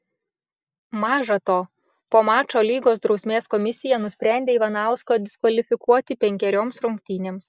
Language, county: Lithuanian, Šiauliai